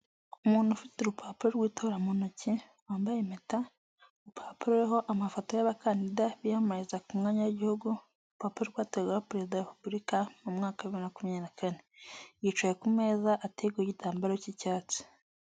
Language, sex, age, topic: Kinyarwanda, female, 25-35, government